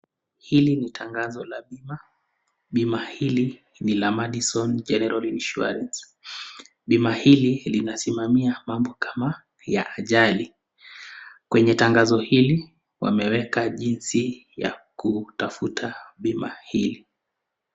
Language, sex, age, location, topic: Swahili, male, 25-35, Nakuru, finance